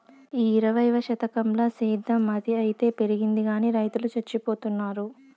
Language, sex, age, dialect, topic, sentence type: Telugu, female, 46-50, Southern, agriculture, statement